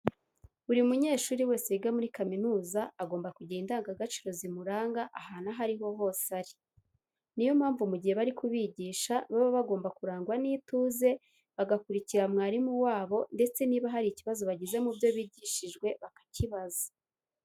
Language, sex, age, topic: Kinyarwanda, female, 18-24, education